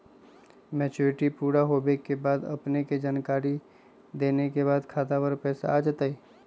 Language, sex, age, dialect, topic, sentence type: Magahi, male, 25-30, Western, banking, question